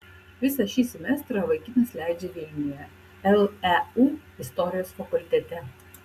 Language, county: Lithuanian, Utena